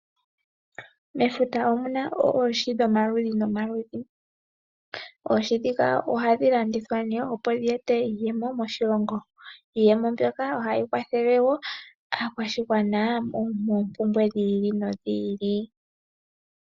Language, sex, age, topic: Oshiwambo, female, 18-24, agriculture